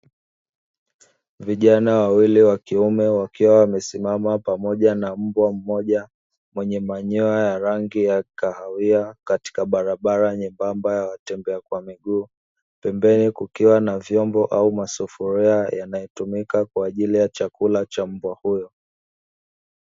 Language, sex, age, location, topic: Swahili, male, 25-35, Dar es Salaam, agriculture